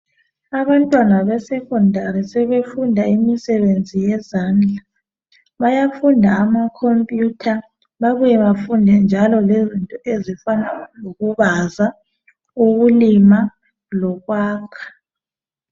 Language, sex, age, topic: North Ndebele, female, 36-49, education